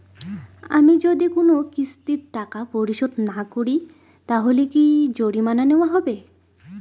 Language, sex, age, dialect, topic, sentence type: Bengali, female, 18-24, Rajbangshi, banking, question